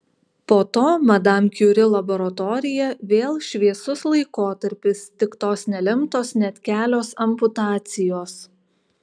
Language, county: Lithuanian, Alytus